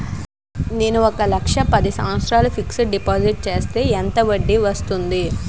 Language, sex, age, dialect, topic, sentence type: Telugu, female, 18-24, Utterandhra, banking, question